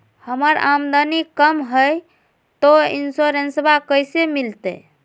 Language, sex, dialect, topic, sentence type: Magahi, female, Southern, banking, question